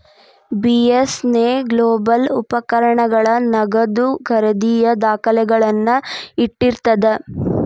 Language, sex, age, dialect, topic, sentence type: Kannada, female, 18-24, Dharwad Kannada, banking, statement